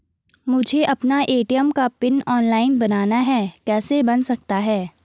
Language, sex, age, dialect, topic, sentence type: Hindi, female, 18-24, Garhwali, banking, question